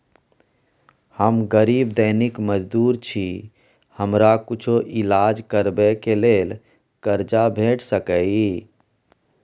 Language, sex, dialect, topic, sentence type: Maithili, male, Bajjika, banking, question